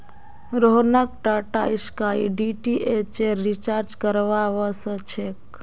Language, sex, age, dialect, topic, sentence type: Magahi, female, 51-55, Northeastern/Surjapuri, banking, statement